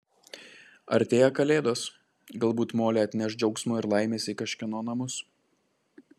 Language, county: Lithuanian, Klaipėda